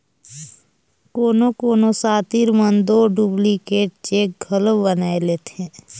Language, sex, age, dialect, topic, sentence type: Chhattisgarhi, female, 31-35, Northern/Bhandar, banking, statement